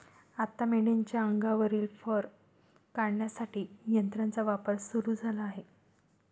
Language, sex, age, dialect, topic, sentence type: Marathi, female, 31-35, Standard Marathi, agriculture, statement